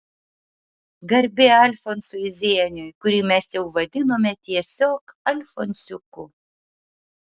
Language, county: Lithuanian, Utena